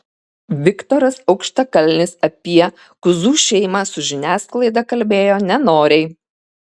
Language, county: Lithuanian, Kaunas